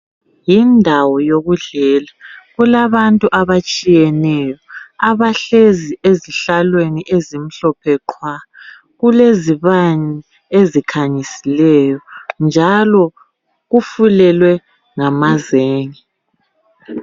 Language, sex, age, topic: North Ndebele, female, 25-35, education